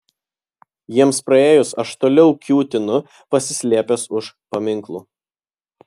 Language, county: Lithuanian, Vilnius